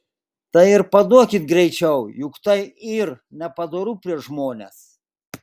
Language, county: Lithuanian, Klaipėda